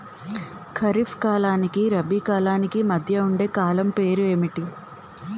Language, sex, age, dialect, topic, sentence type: Telugu, female, 18-24, Utterandhra, agriculture, question